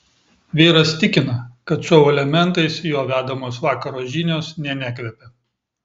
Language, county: Lithuanian, Klaipėda